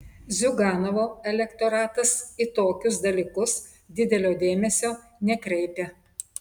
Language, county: Lithuanian, Telšiai